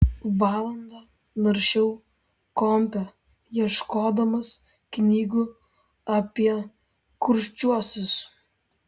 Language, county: Lithuanian, Vilnius